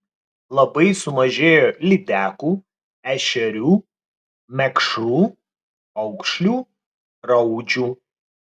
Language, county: Lithuanian, Vilnius